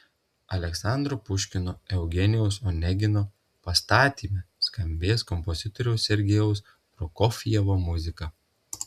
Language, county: Lithuanian, Telšiai